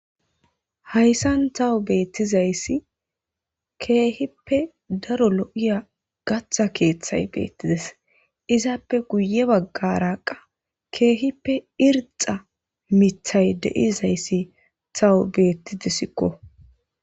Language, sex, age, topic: Gamo, male, 25-35, government